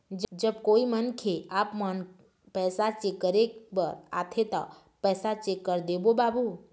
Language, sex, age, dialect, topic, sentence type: Chhattisgarhi, female, 25-30, Eastern, banking, question